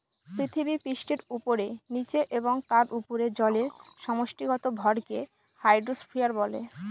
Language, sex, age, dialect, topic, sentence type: Bengali, female, 18-24, Northern/Varendri, agriculture, statement